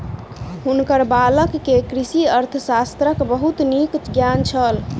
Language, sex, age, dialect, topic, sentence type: Maithili, female, 25-30, Southern/Standard, banking, statement